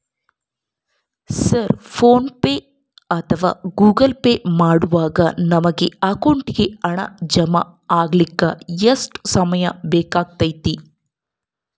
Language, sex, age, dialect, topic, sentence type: Kannada, female, 25-30, Central, banking, question